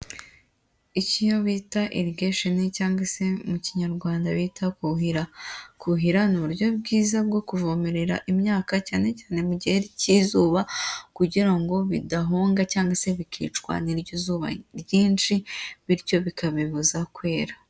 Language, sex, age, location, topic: Kinyarwanda, female, 18-24, Huye, agriculture